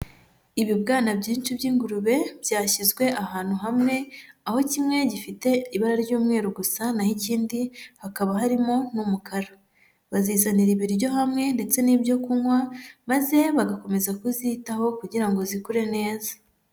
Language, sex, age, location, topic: Kinyarwanda, female, 25-35, Huye, agriculture